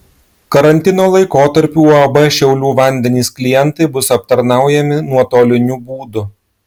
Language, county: Lithuanian, Klaipėda